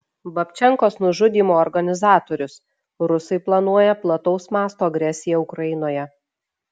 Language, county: Lithuanian, Šiauliai